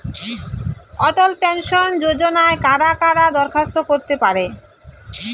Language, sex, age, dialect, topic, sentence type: Bengali, male, 18-24, Rajbangshi, banking, question